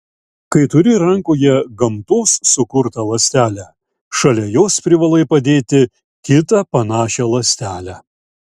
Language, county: Lithuanian, Šiauliai